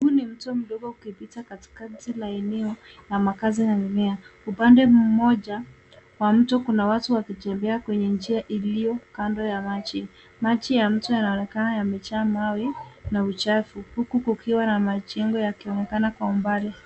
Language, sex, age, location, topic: Swahili, female, 18-24, Nairobi, government